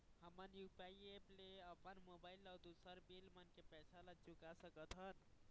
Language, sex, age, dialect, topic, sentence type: Chhattisgarhi, male, 18-24, Eastern, banking, statement